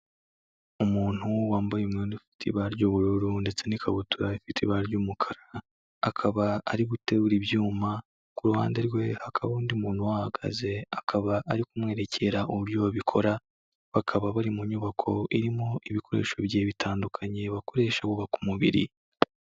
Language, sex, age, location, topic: Kinyarwanda, male, 25-35, Kigali, health